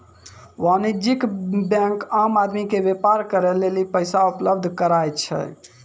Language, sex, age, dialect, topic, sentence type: Maithili, male, 56-60, Angika, banking, statement